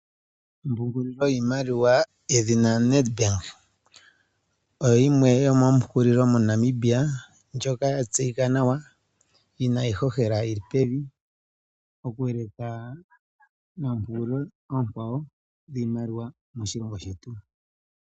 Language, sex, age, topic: Oshiwambo, male, 36-49, finance